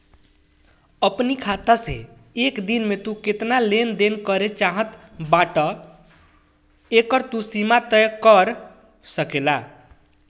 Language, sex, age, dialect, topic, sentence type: Bhojpuri, male, 25-30, Northern, banking, statement